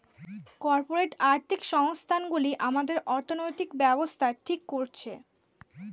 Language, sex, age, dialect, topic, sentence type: Bengali, female, <18, Standard Colloquial, banking, statement